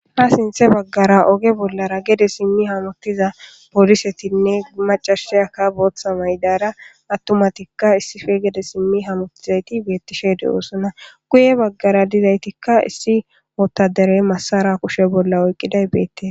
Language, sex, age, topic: Gamo, male, 18-24, government